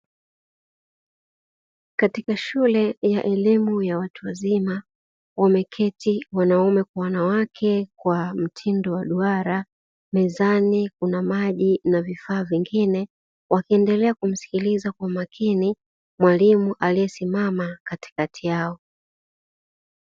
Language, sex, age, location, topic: Swahili, female, 36-49, Dar es Salaam, education